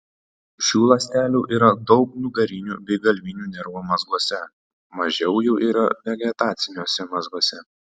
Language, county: Lithuanian, Panevėžys